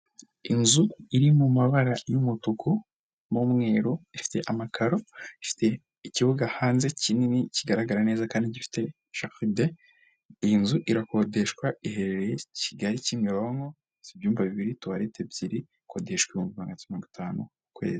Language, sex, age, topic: Kinyarwanda, male, 18-24, finance